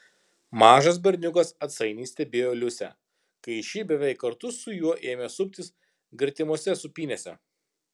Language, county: Lithuanian, Kaunas